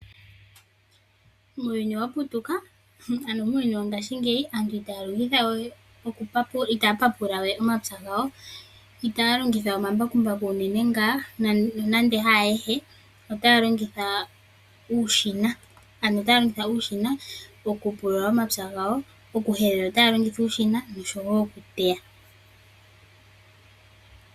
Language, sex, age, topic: Oshiwambo, female, 18-24, agriculture